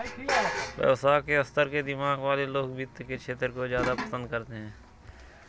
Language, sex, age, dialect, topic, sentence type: Hindi, male, 18-24, Awadhi Bundeli, banking, statement